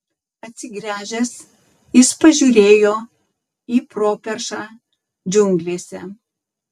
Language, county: Lithuanian, Tauragė